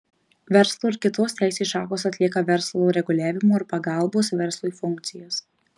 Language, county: Lithuanian, Marijampolė